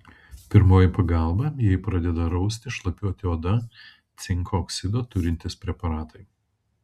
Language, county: Lithuanian, Kaunas